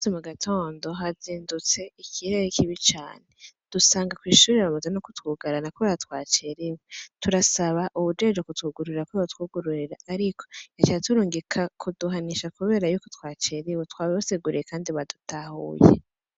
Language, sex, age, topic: Rundi, female, 18-24, education